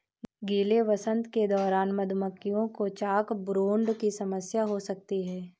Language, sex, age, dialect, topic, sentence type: Hindi, female, 18-24, Awadhi Bundeli, agriculture, statement